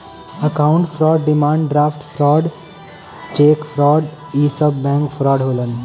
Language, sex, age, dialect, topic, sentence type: Bhojpuri, male, 18-24, Western, banking, statement